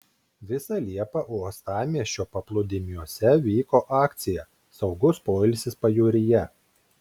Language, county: Lithuanian, Klaipėda